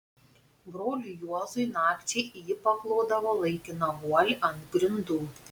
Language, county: Lithuanian, Panevėžys